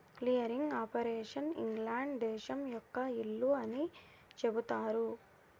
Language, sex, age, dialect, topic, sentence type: Telugu, female, 18-24, Southern, banking, statement